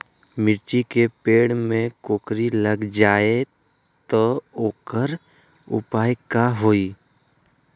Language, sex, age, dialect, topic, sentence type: Magahi, male, 18-24, Western, agriculture, question